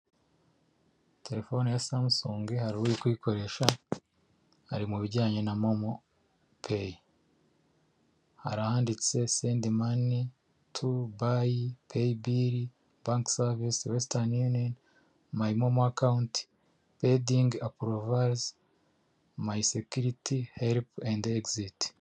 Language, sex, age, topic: Kinyarwanda, male, 36-49, finance